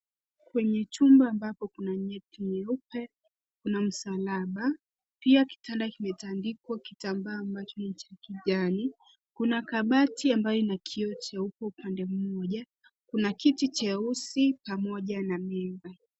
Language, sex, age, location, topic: Swahili, female, 18-24, Nairobi, education